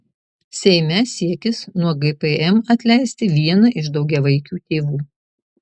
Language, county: Lithuanian, Marijampolė